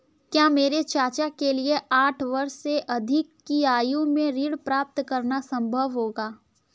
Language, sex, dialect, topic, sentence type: Hindi, female, Kanauji Braj Bhasha, banking, statement